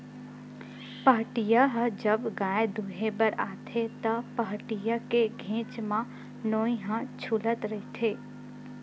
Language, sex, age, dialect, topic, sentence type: Chhattisgarhi, female, 60-100, Western/Budati/Khatahi, agriculture, statement